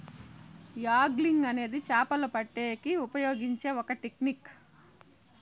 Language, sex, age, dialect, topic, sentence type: Telugu, female, 31-35, Southern, agriculture, statement